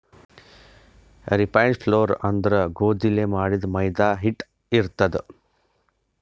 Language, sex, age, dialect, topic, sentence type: Kannada, male, 60-100, Northeastern, agriculture, statement